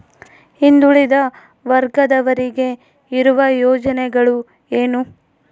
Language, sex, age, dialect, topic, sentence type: Kannada, female, 25-30, Central, banking, question